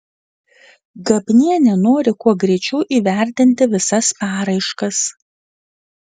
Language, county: Lithuanian, Vilnius